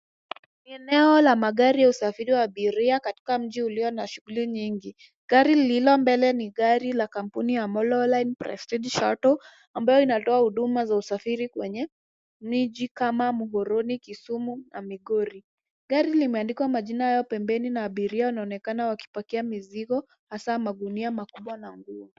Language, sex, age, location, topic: Swahili, female, 18-24, Nairobi, government